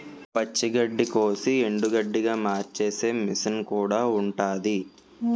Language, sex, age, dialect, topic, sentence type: Telugu, male, 18-24, Utterandhra, agriculture, statement